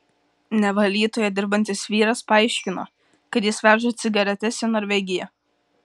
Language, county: Lithuanian, Kaunas